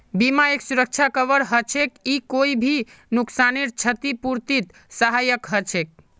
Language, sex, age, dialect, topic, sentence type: Magahi, male, 41-45, Northeastern/Surjapuri, banking, statement